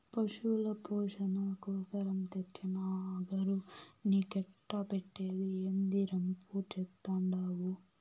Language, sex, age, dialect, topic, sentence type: Telugu, female, 18-24, Southern, agriculture, statement